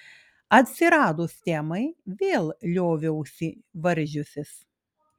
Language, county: Lithuanian, Klaipėda